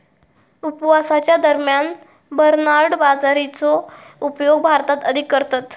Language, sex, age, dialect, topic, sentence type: Marathi, female, 18-24, Southern Konkan, agriculture, statement